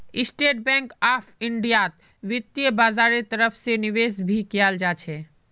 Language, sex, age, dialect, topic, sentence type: Magahi, male, 18-24, Northeastern/Surjapuri, banking, statement